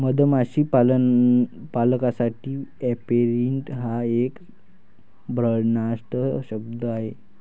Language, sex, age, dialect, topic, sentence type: Marathi, male, 18-24, Varhadi, agriculture, statement